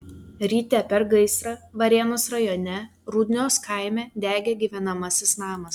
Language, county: Lithuanian, Telšiai